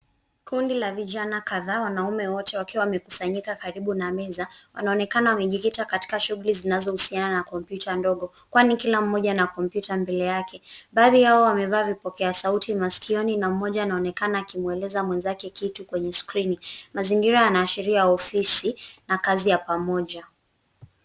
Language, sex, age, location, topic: Swahili, female, 18-24, Nairobi, education